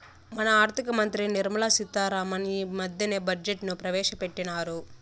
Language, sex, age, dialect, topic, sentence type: Telugu, female, 18-24, Southern, banking, statement